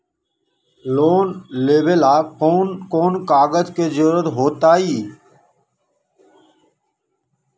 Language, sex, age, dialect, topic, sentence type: Magahi, male, 18-24, Western, banking, question